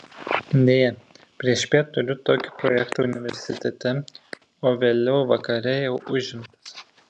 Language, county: Lithuanian, Šiauliai